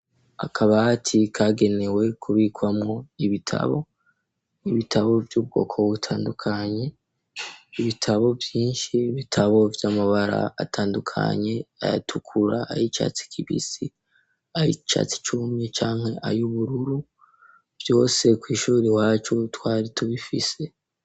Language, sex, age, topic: Rundi, male, 18-24, education